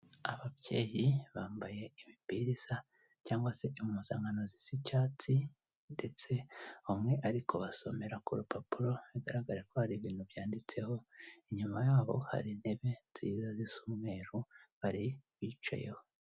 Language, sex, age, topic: Kinyarwanda, male, 18-24, government